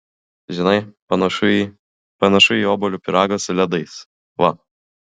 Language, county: Lithuanian, Klaipėda